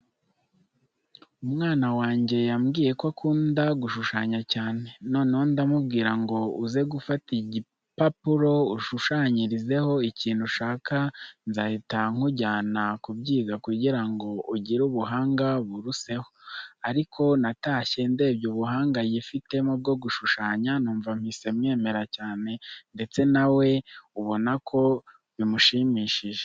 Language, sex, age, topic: Kinyarwanda, male, 18-24, education